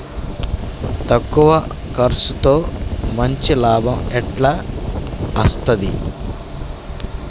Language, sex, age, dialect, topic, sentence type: Telugu, male, 31-35, Telangana, agriculture, question